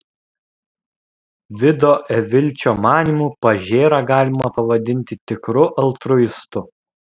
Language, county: Lithuanian, Kaunas